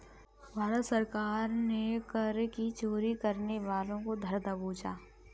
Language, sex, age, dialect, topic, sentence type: Hindi, female, 36-40, Kanauji Braj Bhasha, banking, statement